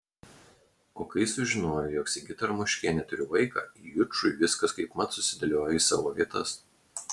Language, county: Lithuanian, Klaipėda